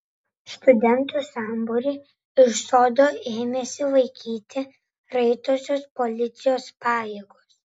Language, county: Lithuanian, Vilnius